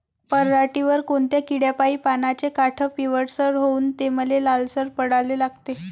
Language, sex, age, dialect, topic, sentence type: Marathi, female, 18-24, Varhadi, agriculture, question